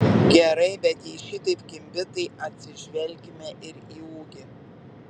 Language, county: Lithuanian, Vilnius